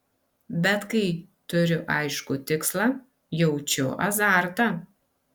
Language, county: Lithuanian, Panevėžys